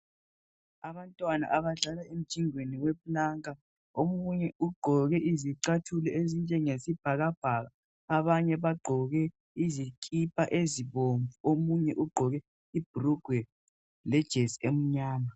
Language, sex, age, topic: North Ndebele, male, 18-24, health